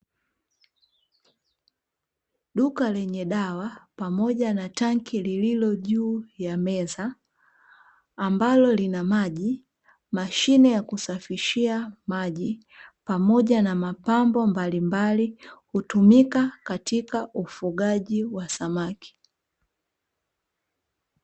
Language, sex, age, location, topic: Swahili, female, 25-35, Dar es Salaam, agriculture